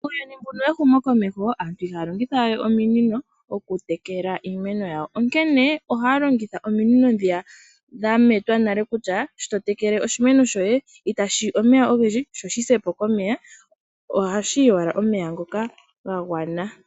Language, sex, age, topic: Oshiwambo, female, 18-24, agriculture